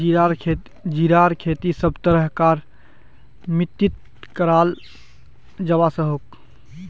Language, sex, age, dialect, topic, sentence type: Magahi, male, 18-24, Northeastern/Surjapuri, agriculture, statement